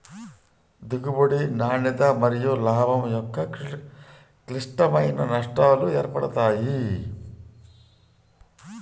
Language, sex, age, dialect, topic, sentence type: Telugu, male, 51-55, Central/Coastal, agriculture, statement